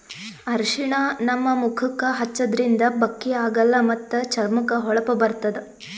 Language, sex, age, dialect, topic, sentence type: Kannada, female, 18-24, Northeastern, agriculture, statement